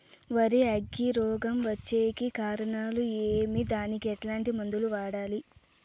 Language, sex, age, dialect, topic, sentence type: Telugu, female, 18-24, Southern, agriculture, question